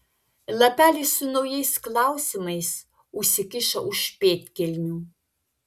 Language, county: Lithuanian, Vilnius